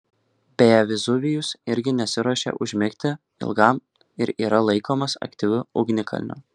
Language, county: Lithuanian, Kaunas